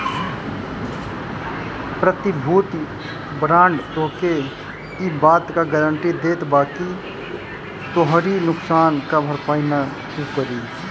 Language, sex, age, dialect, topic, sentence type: Bhojpuri, male, 25-30, Northern, banking, statement